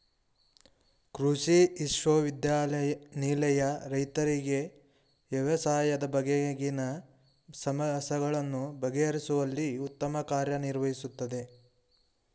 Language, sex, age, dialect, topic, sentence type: Kannada, male, 41-45, Mysore Kannada, agriculture, statement